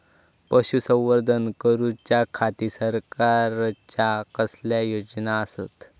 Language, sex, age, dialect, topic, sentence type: Marathi, male, 18-24, Southern Konkan, agriculture, question